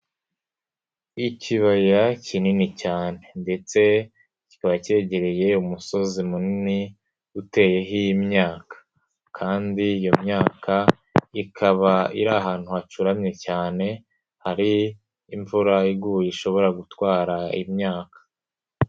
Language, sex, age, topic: Kinyarwanda, male, 18-24, agriculture